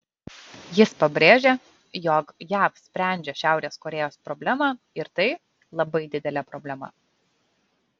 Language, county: Lithuanian, Kaunas